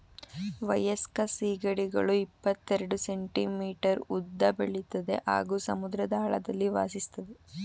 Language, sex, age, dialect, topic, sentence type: Kannada, female, 18-24, Mysore Kannada, agriculture, statement